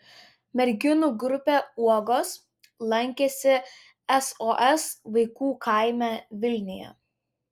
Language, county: Lithuanian, Vilnius